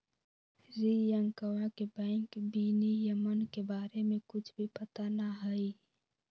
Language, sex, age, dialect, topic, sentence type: Magahi, female, 18-24, Western, banking, statement